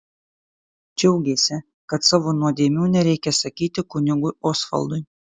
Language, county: Lithuanian, Kaunas